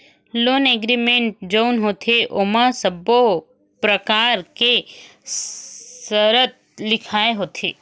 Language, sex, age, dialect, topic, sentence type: Chhattisgarhi, female, 36-40, Western/Budati/Khatahi, banking, statement